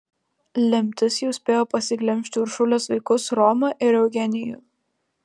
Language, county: Lithuanian, Kaunas